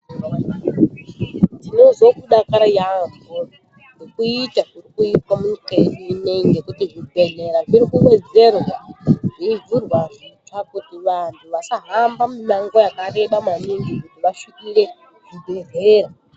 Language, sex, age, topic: Ndau, female, 25-35, health